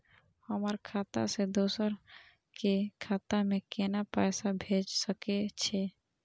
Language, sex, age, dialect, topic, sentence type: Maithili, female, 25-30, Eastern / Thethi, banking, question